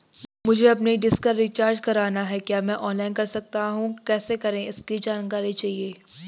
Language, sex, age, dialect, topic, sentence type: Hindi, female, 18-24, Garhwali, banking, question